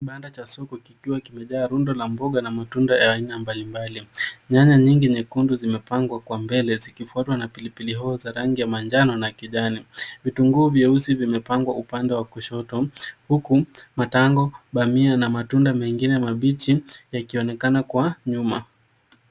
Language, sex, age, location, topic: Swahili, male, 18-24, Nairobi, finance